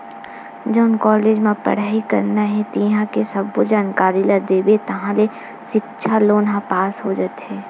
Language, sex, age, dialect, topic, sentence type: Chhattisgarhi, female, 18-24, Western/Budati/Khatahi, banking, statement